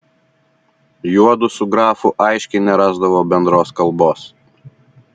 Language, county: Lithuanian, Vilnius